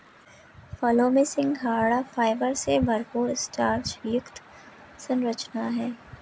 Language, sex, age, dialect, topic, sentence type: Hindi, female, 56-60, Marwari Dhudhari, agriculture, statement